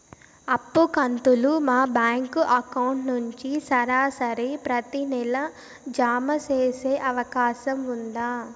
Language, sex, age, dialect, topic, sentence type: Telugu, female, 18-24, Southern, banking, question